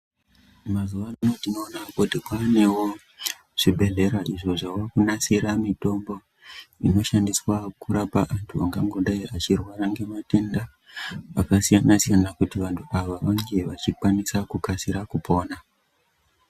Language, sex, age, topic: Ndau, male, 25-35, health